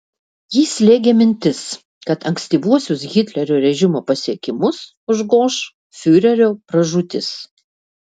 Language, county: Lithuanian, Vilnius